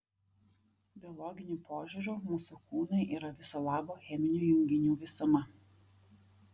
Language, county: Lithuanian, Vilnius